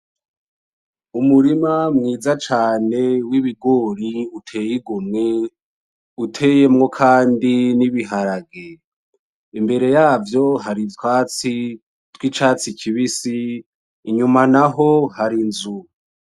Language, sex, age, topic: Rundi, male, 18-24, agriculture